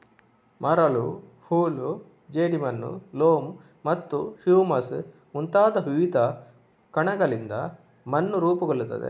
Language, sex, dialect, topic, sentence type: Kannada, male, Coastal/Dakshin, agriculture, statement